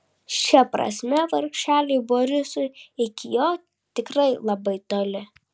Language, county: Lithuanian, Vilnius